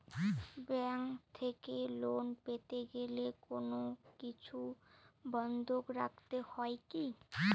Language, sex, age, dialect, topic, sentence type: Bengali, female, 18-24, Rajbangshi, banking, question